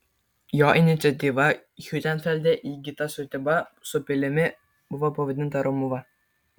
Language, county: Lithuanian, Kaunas